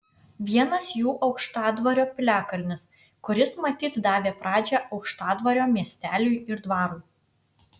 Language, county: Lithuanian, Utena